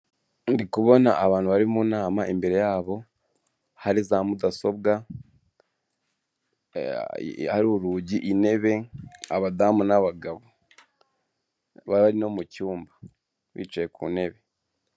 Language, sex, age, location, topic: Kinyarwanda, male, 18-24, Kigali, government